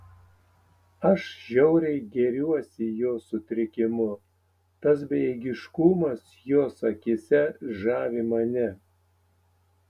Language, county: Lithuanian, Panevėžys